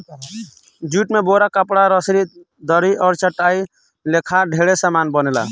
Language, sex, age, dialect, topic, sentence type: Bhojpuri, male, 18-24, Southern / Standard, agriculture, statement